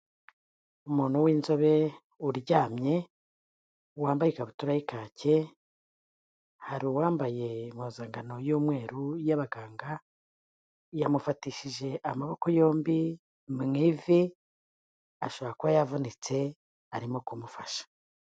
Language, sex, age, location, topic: Kinyarwanda, female, 18-24, Kigali, health